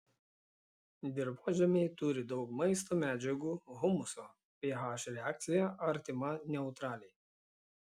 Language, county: Lithuanian, Klaipėda